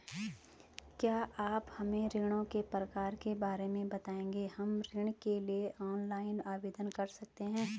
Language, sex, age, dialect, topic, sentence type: Hindi, female, 25-30, Garhwali, banking, question